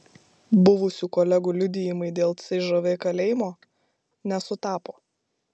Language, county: Lithuanian, Šiauliai